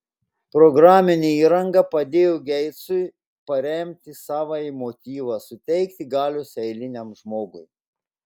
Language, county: Lithuanian, Klaipėda